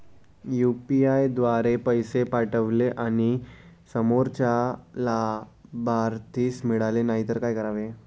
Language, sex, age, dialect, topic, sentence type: Marathi, male, 18-24, Standard Marathi, banking, question